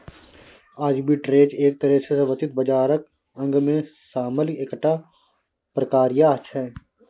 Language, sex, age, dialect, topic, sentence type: Maithili, male, 18-24, Bajjika, banking, statement